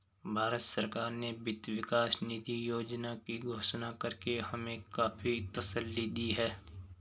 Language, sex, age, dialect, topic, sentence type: Hindi, male, 25-30, Garhwali, banking, statement